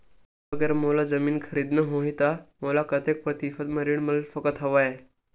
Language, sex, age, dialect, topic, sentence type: Chhattisgarhi, male, 18-24, Western/Budati/Khatahi, banking, question